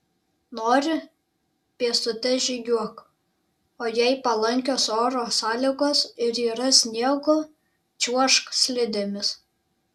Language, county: Lithuanian, Šiauliai